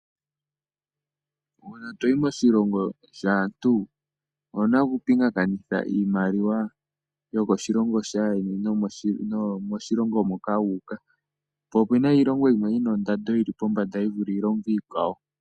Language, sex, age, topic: Oshiwambo, male, 25-35, finance